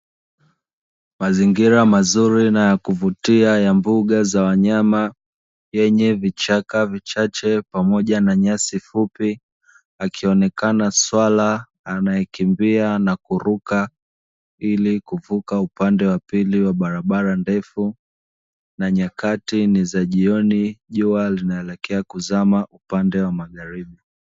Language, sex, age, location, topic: Swahili, male, 25-35, Dar es Salaam, agriculture